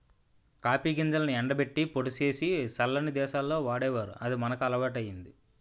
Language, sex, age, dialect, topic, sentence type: Telugu, male, 25-30, Utterandhra, agriculture, statement